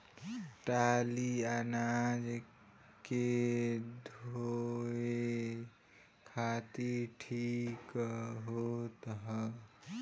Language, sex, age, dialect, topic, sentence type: Bhojpuri, male, 18-24, Northern, agriculture, statement